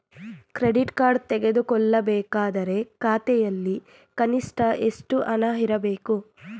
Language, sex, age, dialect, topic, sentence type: Kannada, female, 18-24, Mysore Kannada, banking, question